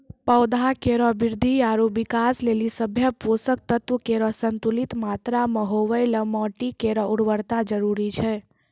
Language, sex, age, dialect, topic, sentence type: Maithili, male, 18-24, Angika, agriculture, statement